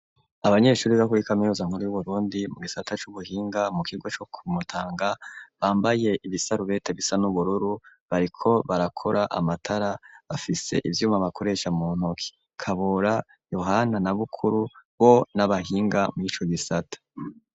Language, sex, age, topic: Rundi, male, 25-35, education